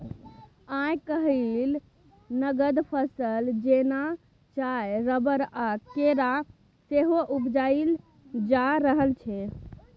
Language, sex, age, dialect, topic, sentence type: Maithili, female, 18-24, Bajjika, agriculture, statement